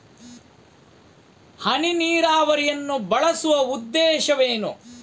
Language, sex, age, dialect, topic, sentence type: Kannada, male, 41-45, Coastal/Dakshin, agriculture, question